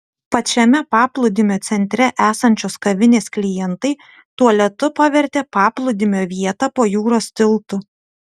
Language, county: Lithuanian, Utena